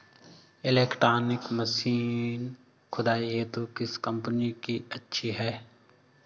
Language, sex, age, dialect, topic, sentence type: Hindi, male, 25-30, Garhwali, agriculture, question